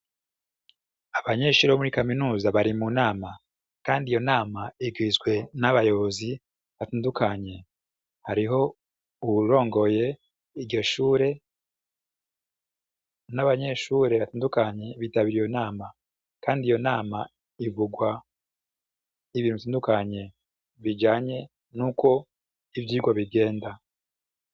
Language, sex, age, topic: Rundi, male, 25-35, education